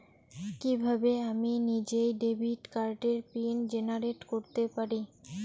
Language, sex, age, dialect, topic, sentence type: Bengali, female, 18-24, Rajbangshi, banking, question